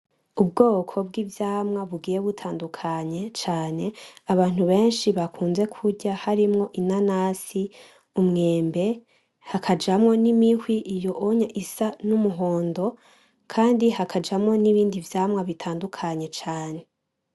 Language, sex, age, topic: Rundi, female, 18-24, agriculture